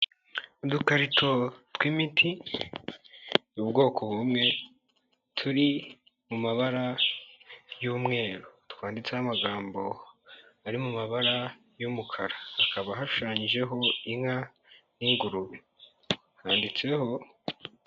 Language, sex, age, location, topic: Kinyarwanda, male, 18-24, Nyagatare, health